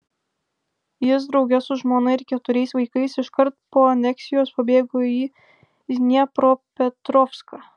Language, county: Lithuanian, Vilnius